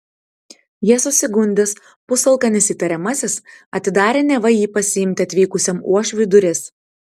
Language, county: Lithuanian, Tauragė